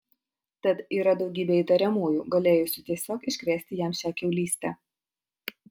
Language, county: Lithuanian, Utena